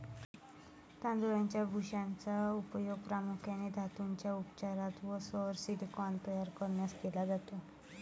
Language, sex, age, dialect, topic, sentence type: Marathi, male, 18-24, Varhadi, agriculture, statement